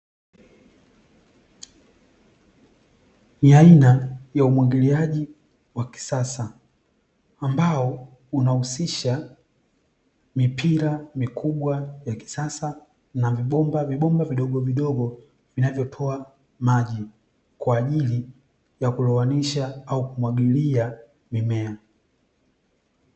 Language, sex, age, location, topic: Swahili, male, 18-24, Dar es Salaam, agriculture